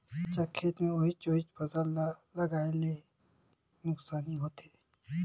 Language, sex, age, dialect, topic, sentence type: Chhattisgarhi, male, 25-30, Northern/Bhandar, agriculture, statement